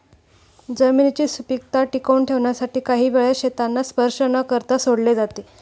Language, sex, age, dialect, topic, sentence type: Marathi, female, 18-24, Standard Marathi, agriculture, statement